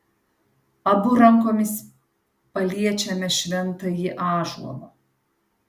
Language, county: Lithuanian, Panevėžys